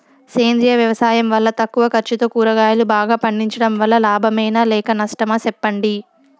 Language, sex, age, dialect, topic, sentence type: Telugu, female, 46-50, Southern, agriculture, question